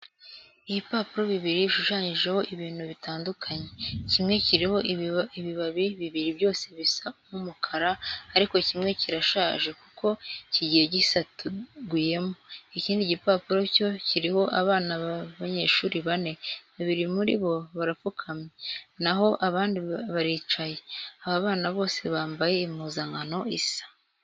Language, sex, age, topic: Kinyarwanda, female, 18-24, education